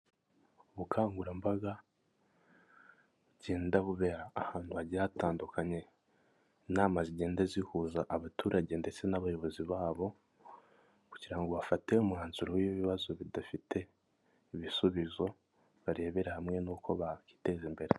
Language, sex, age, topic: Kinyarwanda, male, 25-35, government